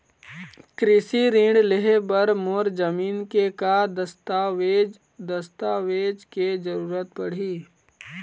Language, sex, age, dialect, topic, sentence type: Chhattisgarhi, male, 18-24, Eastern, banking, question